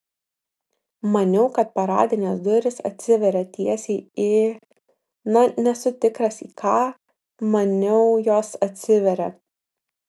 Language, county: Lithuanian, Vilnius